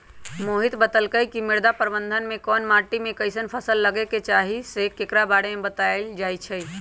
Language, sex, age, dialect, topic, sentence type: Magahi, female, 41-45, Western, agriculture, statement